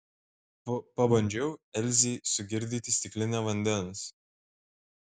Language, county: Lithuanian, Šiauliai